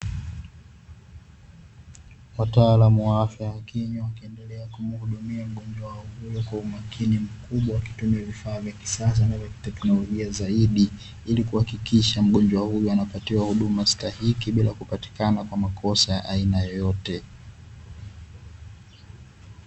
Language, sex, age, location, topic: Swahili, male, 25-35, Dar es Salaam, health